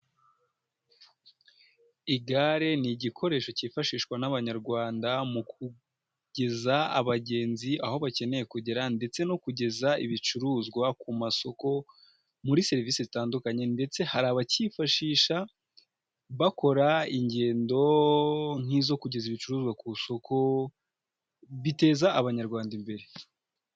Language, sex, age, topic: Kinyarwanda, female, 18-24, government